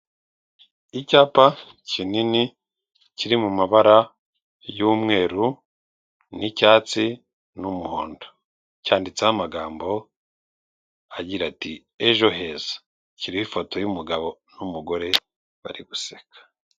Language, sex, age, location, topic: Kinyarwanda, male, 36-49, Kigali, finance